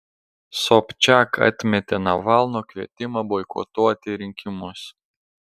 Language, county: Lithuanian, Telšiai